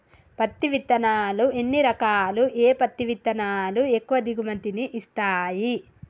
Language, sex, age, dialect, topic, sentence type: Telugu, female, 18-24, Telangana, agriculture, question